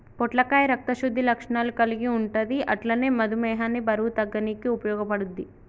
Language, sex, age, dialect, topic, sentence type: Telugu, female, 18-24, Telangana, agriculture, statement